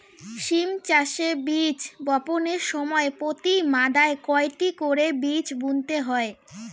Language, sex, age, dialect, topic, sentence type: Bengali, female, 18-24, Rajbangshi, agriculture, question